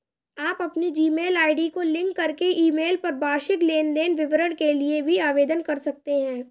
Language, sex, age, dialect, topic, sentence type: Hindi, male, 18-24, Kanauji Braj Bhasha, banking, statement